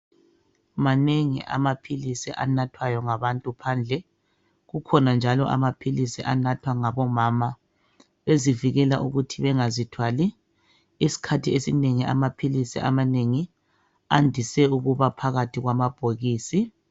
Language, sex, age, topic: North Ndebele, male, 36-49, health